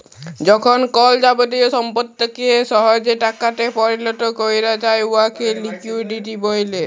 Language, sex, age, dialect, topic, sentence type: Bengali, male, 41-45, Jharkhandi, banking, statement